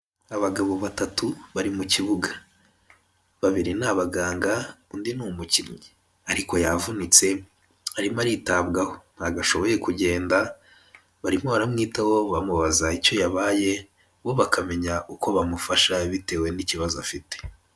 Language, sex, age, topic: Kinyarwanda, male, 18-24, health